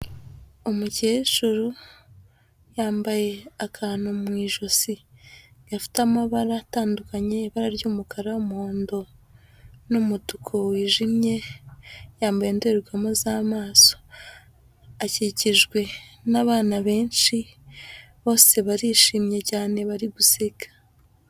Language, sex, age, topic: Kinyarwanda, female, 25-35, health